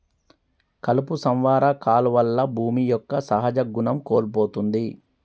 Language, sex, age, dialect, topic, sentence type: Telugu, male, 36-40, Telangana, agriculture, statement